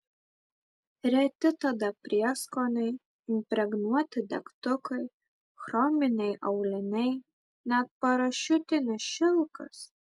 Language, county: Lithuanian, Marijampolė